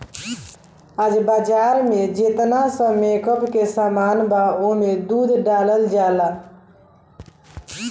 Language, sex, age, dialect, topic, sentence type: Bhojpuri, male, <18, Southern / Standard, agriculture, statement